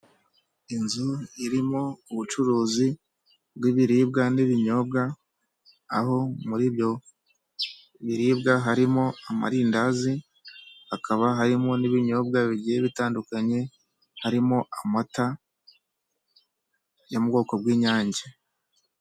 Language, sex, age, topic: Kinyarwanda, male, 25-35, finance